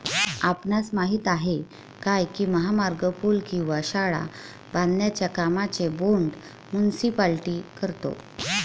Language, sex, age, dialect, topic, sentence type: Marathi, female, 36-40, Varhadi, banking, statement